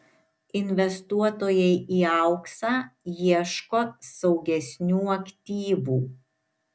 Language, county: Lithuanian, Šiauliai